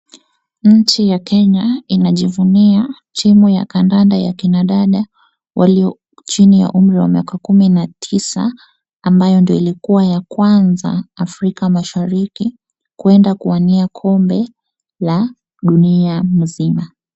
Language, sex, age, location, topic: Swahili, female, 25-35, Wajir, government